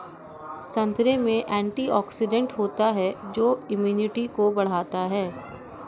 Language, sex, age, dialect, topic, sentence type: Hindi, female, 56-60, Marwari Dhudhari, agriculture, statement